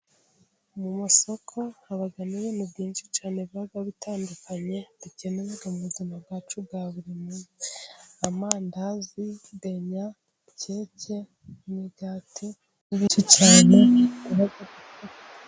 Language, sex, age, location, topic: Kinyarwanda, female, 18-24, Musanze, finance